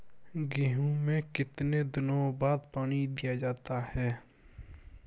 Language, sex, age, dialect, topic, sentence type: Hindi, male, 60-100, Kanauji Braj Bhasha, agriculture, question